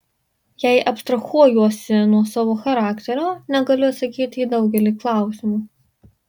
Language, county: Lithuanian, Marijampolė